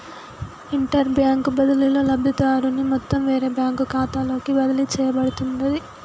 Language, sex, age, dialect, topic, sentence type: Telugu, female, 18-24, Telangana, banking, statement